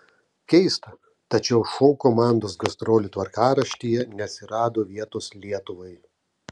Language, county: Lithuanian, Telšiai